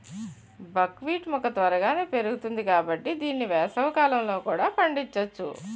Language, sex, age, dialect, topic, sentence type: Telugu, female, 56-60, Utterandhra, agriculture, statement